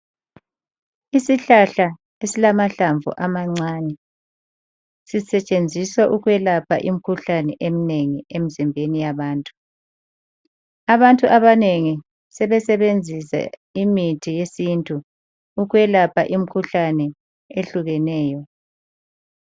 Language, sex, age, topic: North Ndebele, male, 50+, health